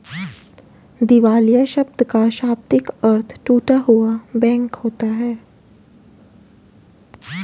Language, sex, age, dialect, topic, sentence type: Hindi, female, 18-24, Hindustani Malvi Khadi Boli, banking, statement